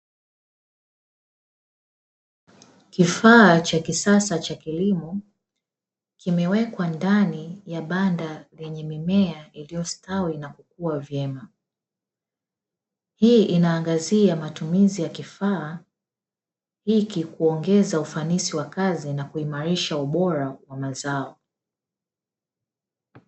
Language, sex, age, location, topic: Swahili, female, 25-35, Dar es Salaam, agriculture